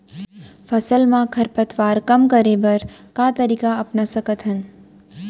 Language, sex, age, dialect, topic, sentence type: Chhattisgarhi, female, 18-24, Central, agriculture, question